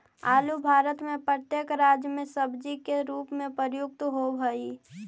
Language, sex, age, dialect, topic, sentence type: Magahi, female, 18-24, Central/Standard, agriculture, statement